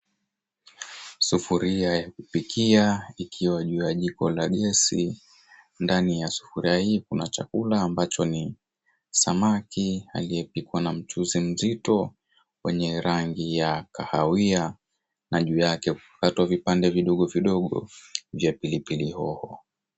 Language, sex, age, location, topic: Swahili, male, 18-24, Mombasa, agriculture